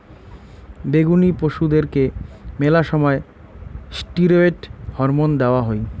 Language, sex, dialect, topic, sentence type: Bengali, male, Rajbangshi, agriculture, statement